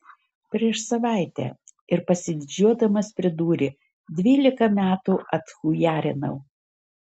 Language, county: Lithuanian, Marijampolė